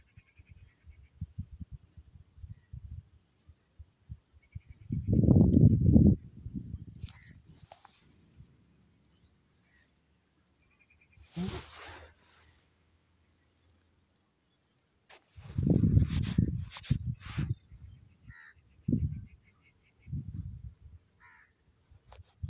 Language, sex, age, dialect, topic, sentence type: Magahi, male, 31-35, Northeastern/Surjapuri, agriculture, statement